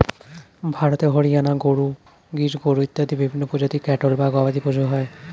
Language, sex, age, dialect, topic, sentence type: Bengali, male, 25-30, Standard Colloquial, agriculture, statement